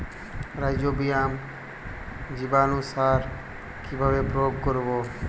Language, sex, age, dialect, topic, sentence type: Bengali, male, 18-24, Jharkhandi, agriculture, question